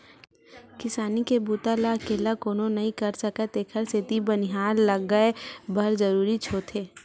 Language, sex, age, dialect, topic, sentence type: Chhattisgarhi, female, 18-24, Western/Budati/Khatahi, agriculture, statement